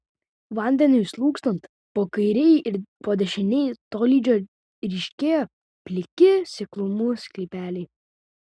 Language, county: Lithuanian, Vilnius